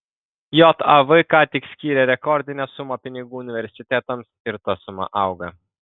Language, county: Lithuanian, Kaunas